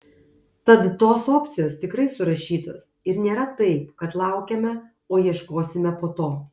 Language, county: Lithuanian, Kaunas